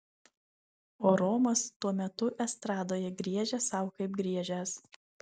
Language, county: Lithuanian, Vilnius